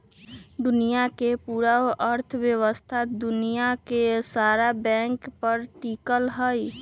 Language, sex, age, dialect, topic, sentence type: Magahi, female, 18-24, Western, banking, statement